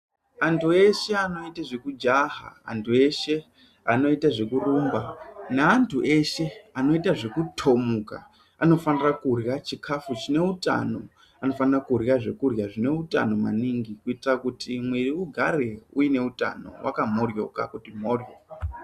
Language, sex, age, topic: Ndau, female, 36-49, health